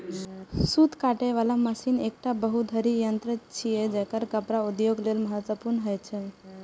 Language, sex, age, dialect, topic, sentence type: Maithili, female, 18-24, Eastern / Thethi, agriculture, statement